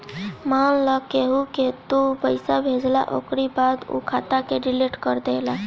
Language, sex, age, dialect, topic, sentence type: Bhojpuri, female, 18-24, Northern, banking, statement